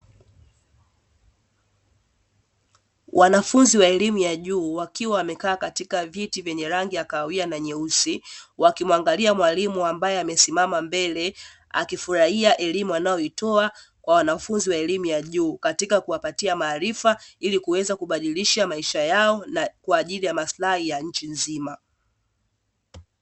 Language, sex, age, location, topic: Swahili, female, 18-24, Dar es Salaam, education